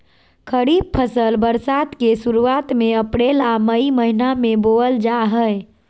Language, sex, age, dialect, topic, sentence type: Magahi, female, 41-45, Southern, agriculture, statement